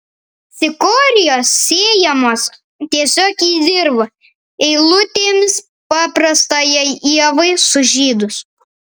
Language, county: Lithuanian, Vilnius